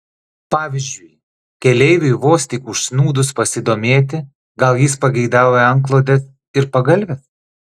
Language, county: Lithuanian, Klaipėda